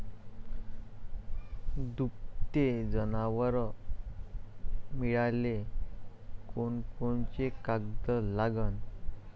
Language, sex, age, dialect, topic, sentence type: Marathi, male, 18-24, Varhadi, agriculture, question